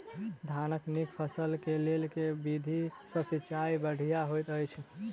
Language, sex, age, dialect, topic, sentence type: Maithili, male, 18-24, Southern/Standard, agriculture, question